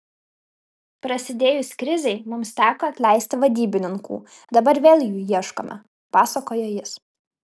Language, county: Lithuanian, Kaunas